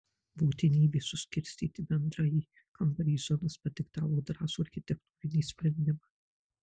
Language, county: Lithuanian, Marijampolė